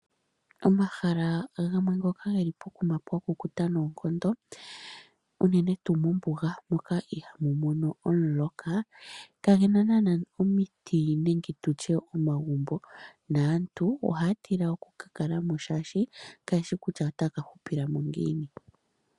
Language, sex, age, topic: Oshiwambo, female, 18-24, agriculture